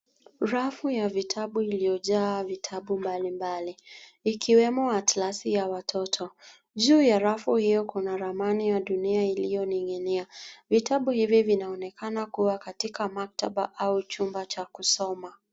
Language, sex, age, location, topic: Swahili, female, 25-35, Nairobi, education